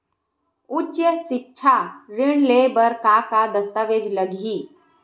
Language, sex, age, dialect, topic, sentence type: Chhattisgarhi, female, 18-24, Western/Budati/Khatahi, banking, question